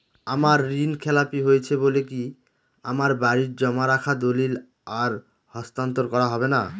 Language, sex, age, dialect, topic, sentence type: Bengali, male, 36-40, Northern/Varendri, banking, question